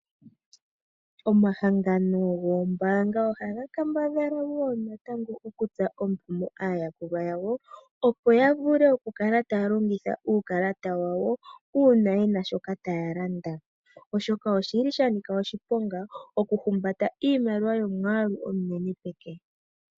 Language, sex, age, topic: Oshiwambo, female, 25-35, finance